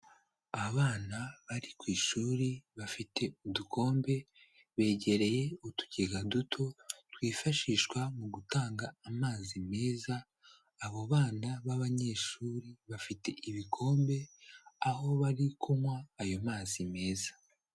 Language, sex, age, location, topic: Kinyarwanda, male, 18-24, Kigali, health